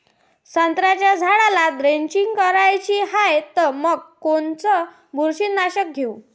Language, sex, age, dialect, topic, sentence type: Marathi, female, 51-55, Varhadi, agriculture, question